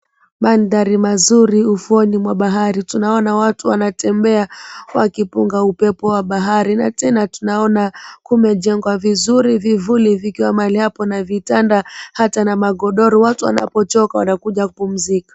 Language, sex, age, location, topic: Swahili, female, 25-35, Mombasa, government